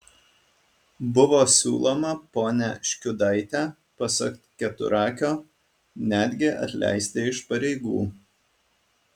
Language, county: Lithuanian, Alytus